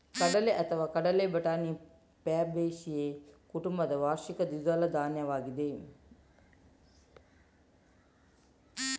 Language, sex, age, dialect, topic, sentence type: Kannada, female, 60-100, Coastal/Dakshin, agriculture, statement